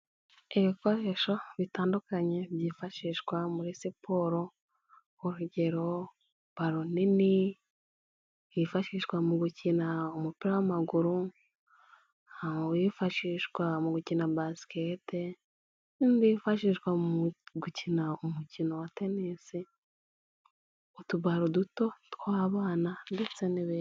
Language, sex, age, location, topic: Kinyarwanda, female, 18-24, Kigali, health